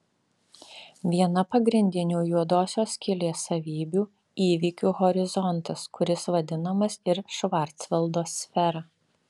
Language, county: Lithuanian, Alytus